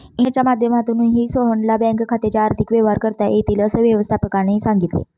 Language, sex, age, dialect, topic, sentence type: Marathi, female, 25-30, Standard Marathi, banking, statement